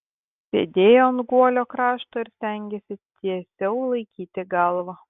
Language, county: Lithuanian, Kaunas